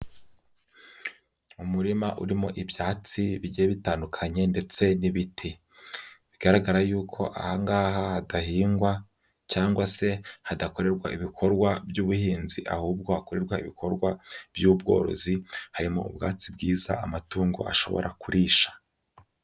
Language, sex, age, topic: Kinyarwanda, male, 18-24, health